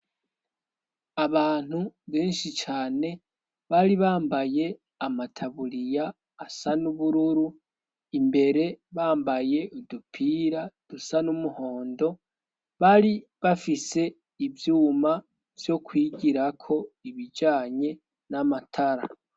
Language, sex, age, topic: Rundi, female, 18-24, education